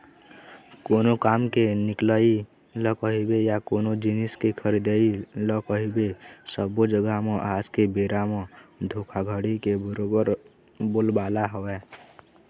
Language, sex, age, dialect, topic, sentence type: Chhattisgarhi, male, 18-24, Eastern, banking, statement